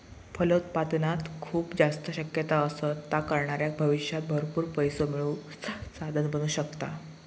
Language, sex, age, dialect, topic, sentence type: Marathi, male, 18-24, Southern Konkan, agriculture, statement